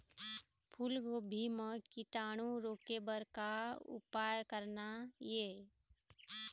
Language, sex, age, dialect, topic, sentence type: Chhattisgarhi, female, 56-60, Eastern, agriculture, question